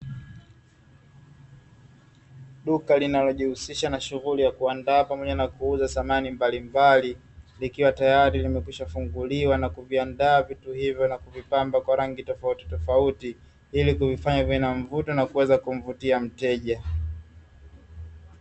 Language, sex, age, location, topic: Swahili, male, 25-35, Dar es Salaam, finance